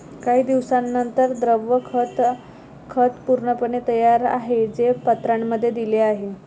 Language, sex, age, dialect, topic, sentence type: Marathi, female, 18-24, Varhadi, agriculture, statement